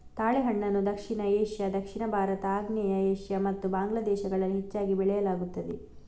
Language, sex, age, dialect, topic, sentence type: Kannada, female, 18-24, Coastal/Dakshin, agriculture, statement